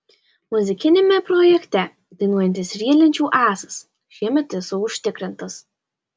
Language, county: Lithuanian, Alytus